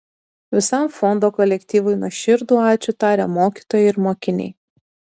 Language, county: Lithuanian, Tauragė